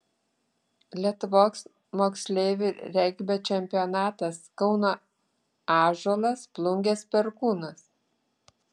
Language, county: Lithuanian, Klaipėda